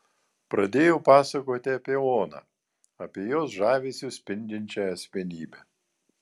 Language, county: Lithuanian, Vilnius